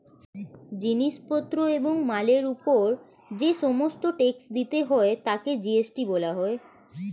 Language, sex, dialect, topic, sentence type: Bengali, female, Standard Colloquial, banking, statement